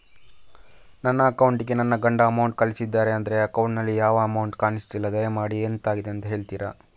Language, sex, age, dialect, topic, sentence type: Kannada, male, 25-30, Coastal/Dakshin, banking, question